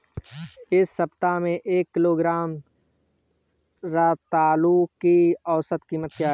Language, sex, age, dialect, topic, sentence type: Hindi, male, 18-24, Awadhi Bundeli, agriculture, question